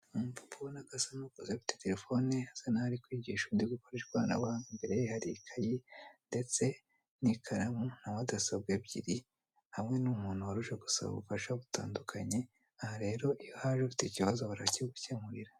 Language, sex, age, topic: Kinyarwanda, female, 25-35, finance